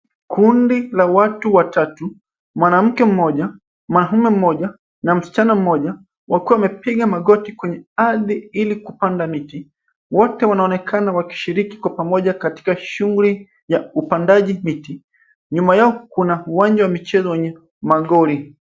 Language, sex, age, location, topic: Swahili, male, 25-35, Nairobi, education